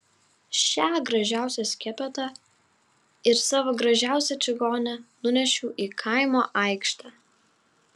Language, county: Lithuanian, Vilnius